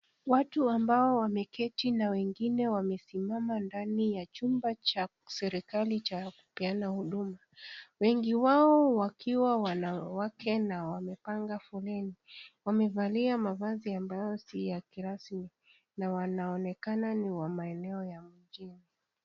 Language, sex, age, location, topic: Swahili, female, 25-35, Kisii, government